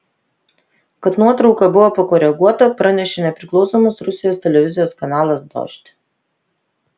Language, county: Lithuanian, Vilnius